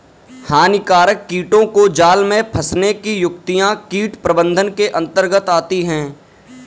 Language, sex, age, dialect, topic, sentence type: Hindi, male, 18-24, Kanauji Braj Bhasha, agriculture, statement